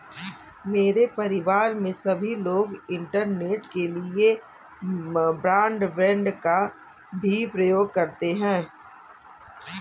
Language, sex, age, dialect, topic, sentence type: Hindi, female, 36-40, Kanauji Braj Bhasha, banking, statement